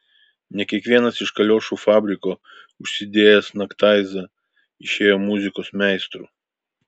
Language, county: Lithuanian, Vilnius